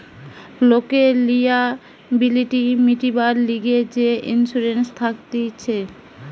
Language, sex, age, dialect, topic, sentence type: Bengali, female, 18-24, Western, banking, statement